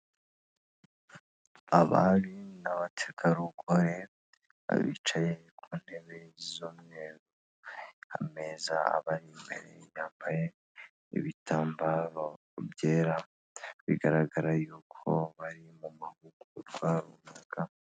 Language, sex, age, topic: Kinyarwanda, female, 18-24, government